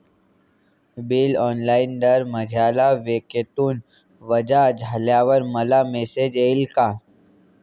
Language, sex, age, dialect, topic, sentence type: Marathi, male, 18-24, Standard Marathi, banking, question